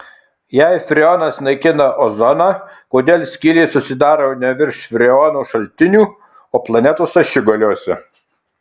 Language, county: Lithuanian, Kaunas